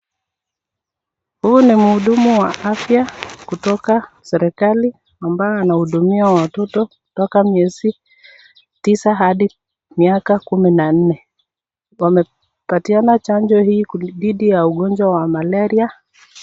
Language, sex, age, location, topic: Swahili, female, 36-49, Nakuru, health